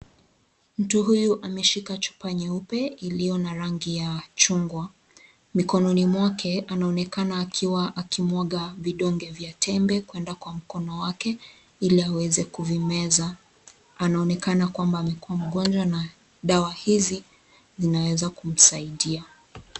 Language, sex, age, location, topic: Swahili, female, 25-35, Kisii, health